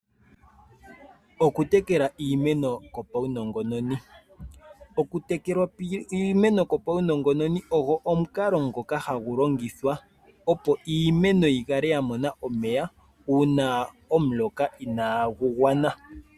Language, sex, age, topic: Oshiwambo, male, 25-35, agriculture